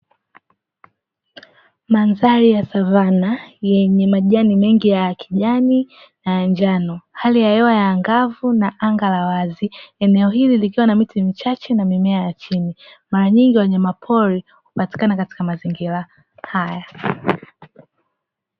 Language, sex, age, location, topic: Swahili, female, 18-24, Dar es Salaam, agriculture